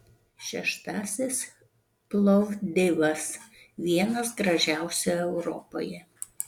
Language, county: Lithuanian, Panevėžys